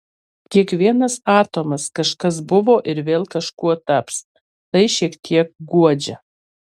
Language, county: Lithuanian, Marijampolė